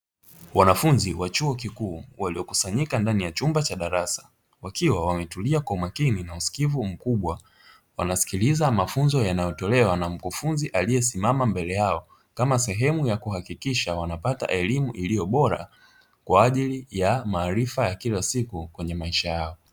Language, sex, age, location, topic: Swahili, male, 25-35, Dar es Salaam, education